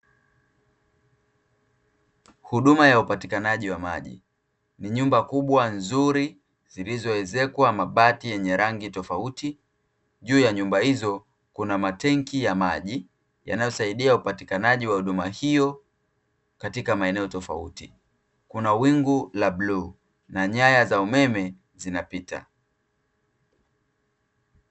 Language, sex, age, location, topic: Swahili, male, 25-35, Dar es Salaam, government